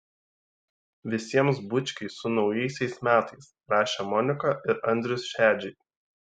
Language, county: Lithuanian, Šiauliai